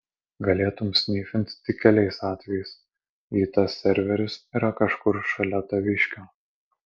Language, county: Lithuanian, Vilnius